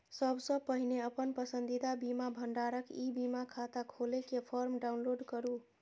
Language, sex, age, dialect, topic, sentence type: Maithili, female, 25-30, Eastern / Thethi, banking, statement